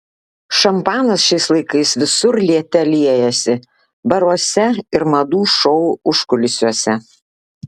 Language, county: Lithuanian, Klaipėda